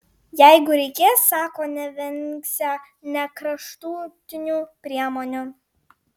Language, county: Lithuanian, Vilnius